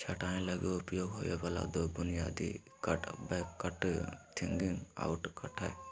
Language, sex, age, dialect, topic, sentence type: Magahi, male, 18-24, Southern, agriculture, statement